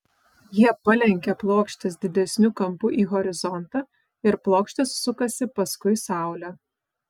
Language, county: Lithuanian, Vilnius